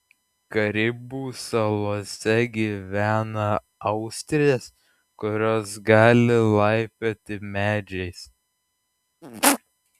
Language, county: Lithuanian, Klaipėda